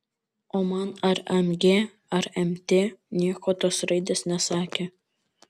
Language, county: Lithuanian, Vilnius